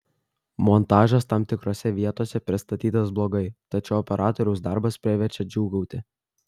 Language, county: Lithuanian, Kaunas